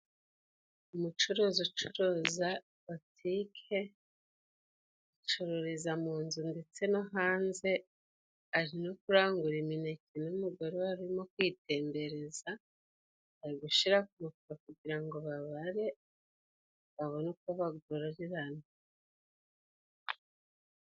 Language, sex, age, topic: Kinyarwanda, female, 36-49, finance